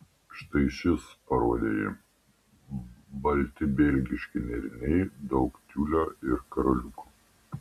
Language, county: Lithuanian, Panevėžys